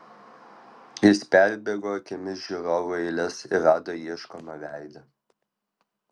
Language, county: Lithuanian, Alytus